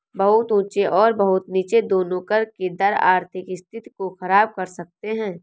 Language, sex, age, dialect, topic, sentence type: Hindi, female, 18-24, Awadhi Bundeli, banking, statement